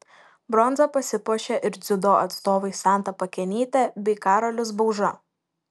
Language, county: Lithuanian, Šiauliai